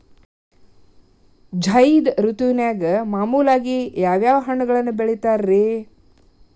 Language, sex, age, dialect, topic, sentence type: Kannada, female, 46-50, Dharwad Kannada, agriculture, question